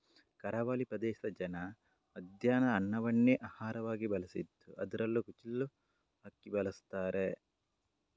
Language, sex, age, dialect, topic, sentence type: Kannada, male, 18-24, Coastal/Dakshin, agriculture, statement